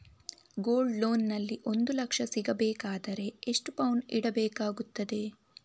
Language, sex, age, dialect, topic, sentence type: Kannada, female, 18-24, Coastal/Dakshin, banking, question